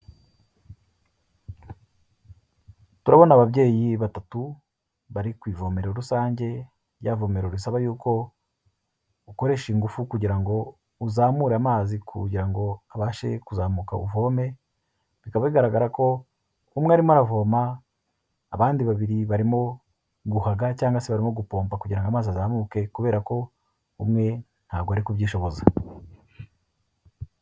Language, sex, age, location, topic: Kinyarwanda, male, 36-49, Kigali, health